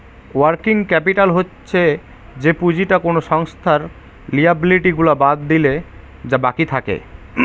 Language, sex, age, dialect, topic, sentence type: Bengali, male, 18-24, Northern/Varendri, banking, statement